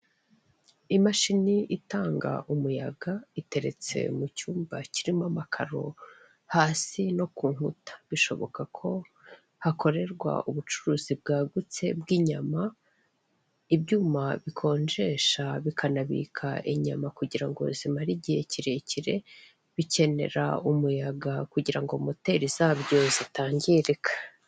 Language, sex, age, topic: Kinyarwanda, male, 36-49, finance